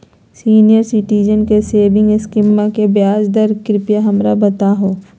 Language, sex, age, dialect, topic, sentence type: Magahi, female, 31-35, Southern, banking, statement